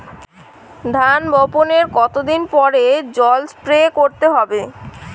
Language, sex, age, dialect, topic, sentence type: Bengali, female, 18-24, Rajbangshi, agriculture, question